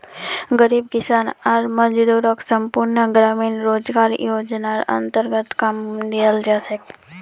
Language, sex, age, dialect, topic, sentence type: Magahi, female, 18-24, Northeastern/Surjapuri, banking, statement